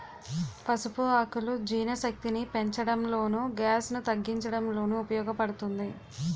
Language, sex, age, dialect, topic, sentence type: Telugu, female, 18-24, Utterandhra, agriculture, statement